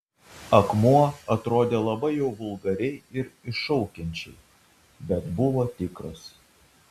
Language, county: Lithuanian, Vilnius